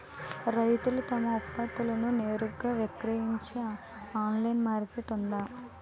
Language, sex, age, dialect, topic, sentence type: Telugu, female, 18-24, Utterandhra, agriculture, statement